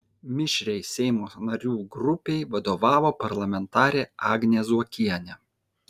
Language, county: Lithuanian, Kaunas